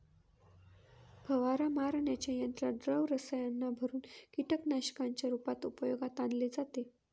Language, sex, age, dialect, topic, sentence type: Marathi, female, 25-30, Northern Konkan, agriculture, statement